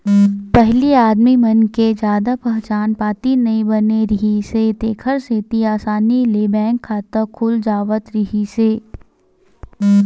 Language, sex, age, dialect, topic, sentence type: Chhattisgarhi, female, 18-24, Western/Budati/Khatahi, banking, statement